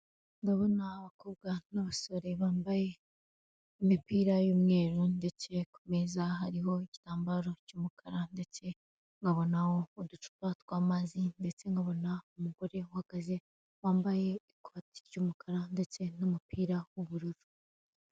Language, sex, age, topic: Kinyarwanda, female, 25-35, government